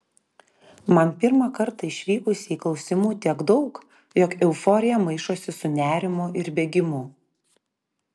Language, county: Lithuanian, Klaipėda